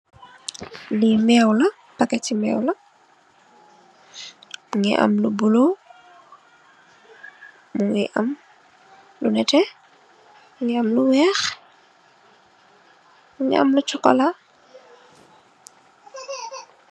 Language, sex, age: Wolof, female, 18-24